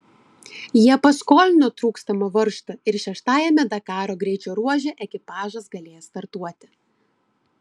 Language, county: Lithuanian, Klaipėda